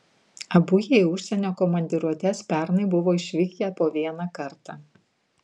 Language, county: Lithuanian, Vilnius